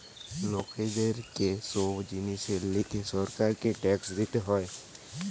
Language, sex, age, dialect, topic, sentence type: Bengali, male, 18-24, Western, banking, statement